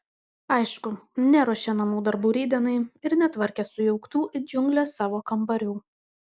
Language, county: Lithuanian, Kaunas